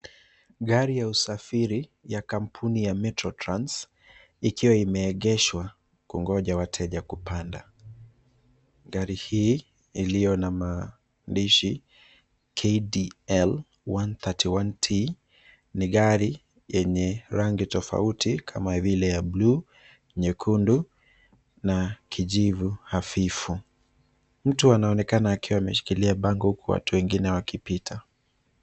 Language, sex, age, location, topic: Swahili, male, 25-35, Nairobi, government